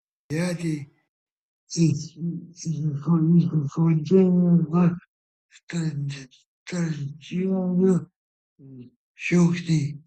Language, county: Lithuanian, Vilnius